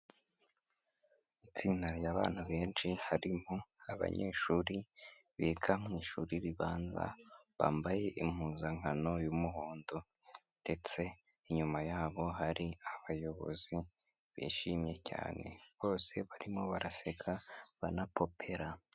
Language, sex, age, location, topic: Kinyarwanda, female, 25-35, Kigali, health